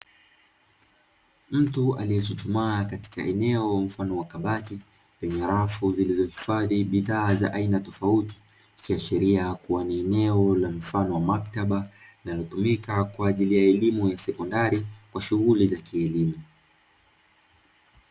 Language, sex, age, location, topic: Swahili, male, 25-35, Dar es Salaam, education